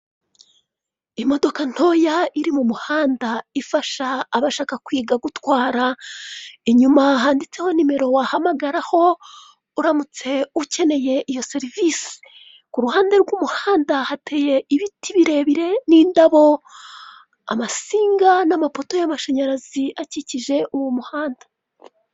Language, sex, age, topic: Kinyarwanda, female, 36-49, government